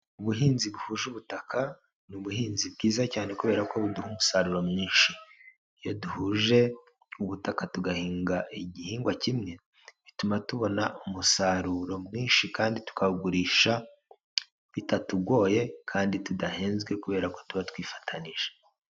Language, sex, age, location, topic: Kinyarwanda, male, 25-35, Huye, agriculture